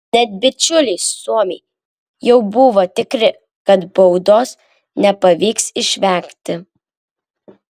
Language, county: Lithuanian, Vilnius